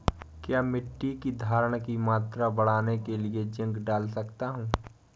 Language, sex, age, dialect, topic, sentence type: Hindi, male, 18-24, Awadhi Bundeli, agriculture, question